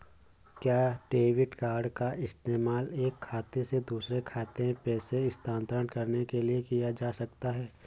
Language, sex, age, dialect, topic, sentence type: Hindi, male, 18-24, Awadhi Bundeli, banking, question